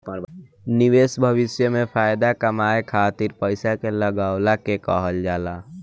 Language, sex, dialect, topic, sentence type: Bhojpuri, male, Southern / Standard, banking, statement